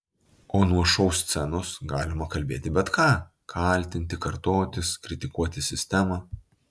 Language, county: Lithuanian, Utena